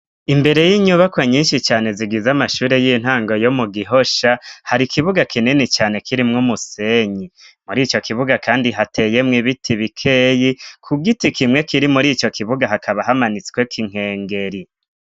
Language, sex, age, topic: Rundi, male, 25-35, education